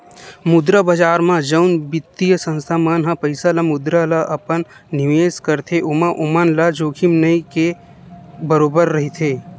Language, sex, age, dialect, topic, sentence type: Chhattisgarhi, male, 18-24, Western/Budati/Khatahi, banking, statement